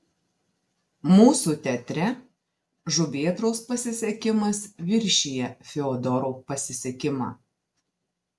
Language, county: Lithuanian, Marijampolė